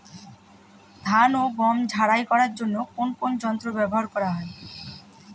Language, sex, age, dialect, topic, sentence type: Bengali, female, 31-35, Northern/Varendri, agriculture, question